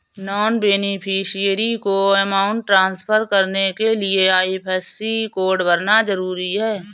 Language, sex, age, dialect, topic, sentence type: Hindi, female, 25-30, Awadhi Bundeli, banking, statement